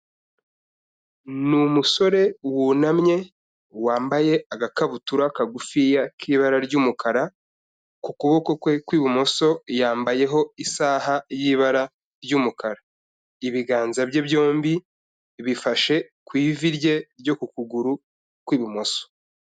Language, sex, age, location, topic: Kinyarwanda, male, 25-35, Kigali, health